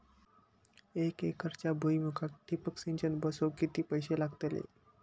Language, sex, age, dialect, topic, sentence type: Marathi, male, 60-100, Southern Konkan, agriculture, question